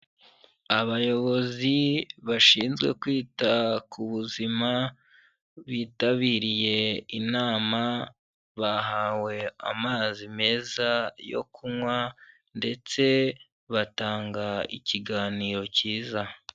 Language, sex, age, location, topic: Kinyarwanda, male, 25-35, Huye, health